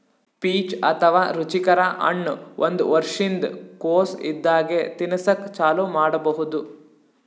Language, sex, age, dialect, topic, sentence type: Kannada, male, 18-24, Northeastern, agriculture, statement